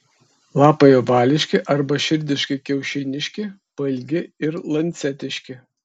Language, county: Lithuanian, Kaunas